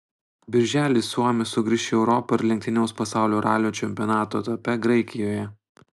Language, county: Lithuanian, Panevėžys